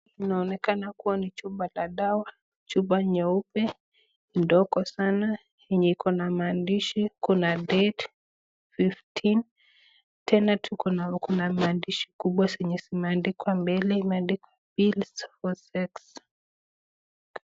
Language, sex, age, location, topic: Swahili, female, 25-35, Nakuru, health